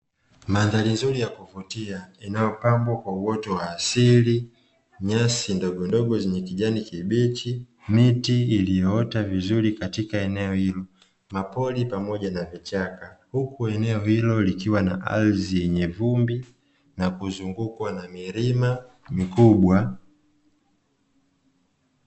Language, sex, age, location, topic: Swahili, male, 25-35, Dar es Salaam, agriculture